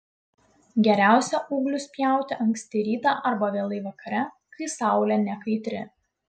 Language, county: Lithuanian, Utena